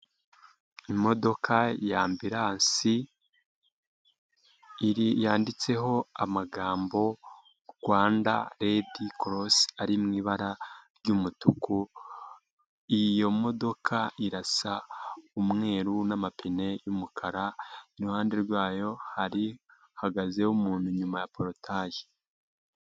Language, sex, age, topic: Kinyarwanda, male, 25-35, health